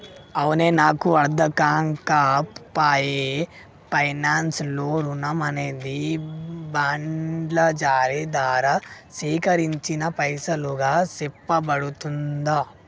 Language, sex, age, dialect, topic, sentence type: Telugu, male, 51-55, Telangana, banking, statement